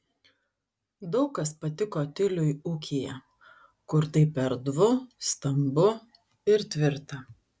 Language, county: Lithuanian, Utena